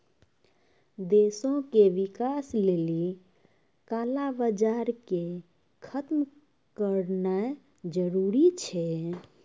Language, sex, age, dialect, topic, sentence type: Maithili, female, 56-60, Angika, banking, statement